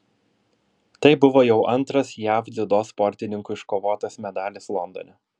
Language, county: Lithuanian, Vilnius